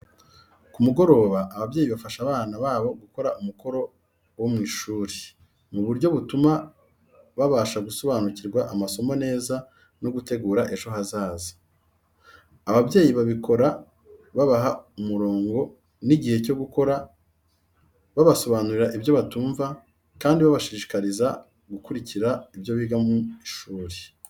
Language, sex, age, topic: Kinyarwanda, male, 36-49, education